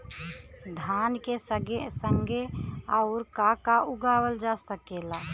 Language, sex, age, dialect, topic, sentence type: Bhojpuri, female, 31-35, Western, agriculture, question